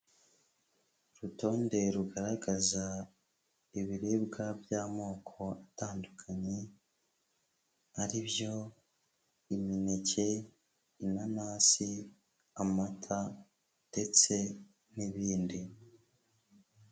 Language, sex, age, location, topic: Kinyarwanda, male, 25-35, Huye, health